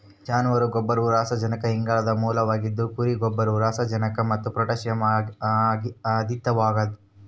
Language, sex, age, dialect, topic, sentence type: Kannada, male, 18-24, Central, agriculture, statement